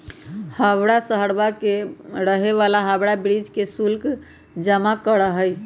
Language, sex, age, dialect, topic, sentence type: Magahi, male, 31-35, Western, banking, statement